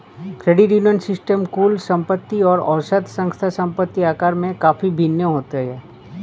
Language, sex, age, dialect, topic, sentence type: Hindi, male, 36-40, Awadhi Bundeli, banking, statement